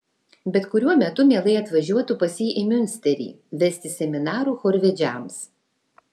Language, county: Lithuanian, Vilnius